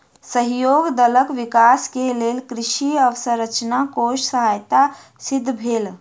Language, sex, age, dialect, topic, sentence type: Maithili, female, 25-30, Southern/Standard, agriculture, statement